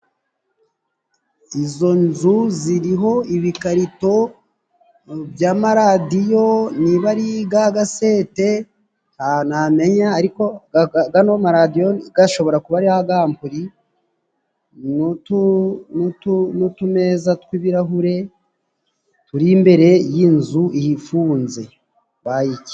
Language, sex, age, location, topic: Kinyarwanda, male, 36-49, Musanze, finance